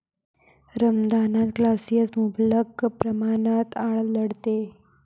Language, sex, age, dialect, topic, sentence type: Marathi, female, 25-30, Varhadi, agriculture, statement